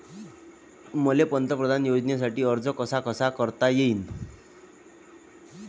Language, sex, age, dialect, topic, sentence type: Marathi, male, 31-35, Varhadi, banking, question